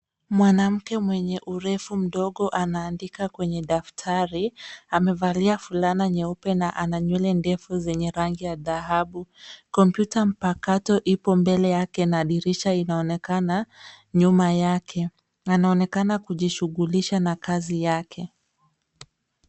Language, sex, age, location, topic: Swahili, female, 18-24, Nairobi, education